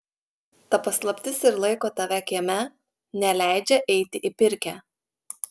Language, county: Lithuanian, Klaipėda